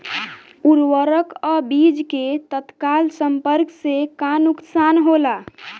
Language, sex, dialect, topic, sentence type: Bhojpuri, male, Southern / Standard, agriculture, question